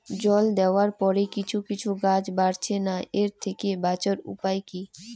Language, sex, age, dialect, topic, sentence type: Bengali, female, 18-24, Rajbangshi, agriculture, question